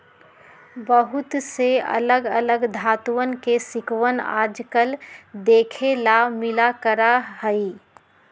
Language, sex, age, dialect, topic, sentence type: Magahi, female, 36-40, Western, banking, statement